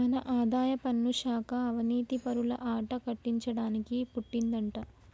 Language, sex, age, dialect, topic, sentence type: Telugu, female, 25-30, Telangana, banking, statement